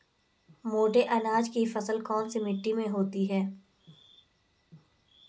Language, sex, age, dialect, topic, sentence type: Hindi, female, 31-35, Garhwali, agriculture, question